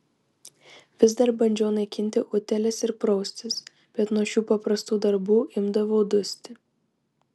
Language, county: Lithuanian, Vilnius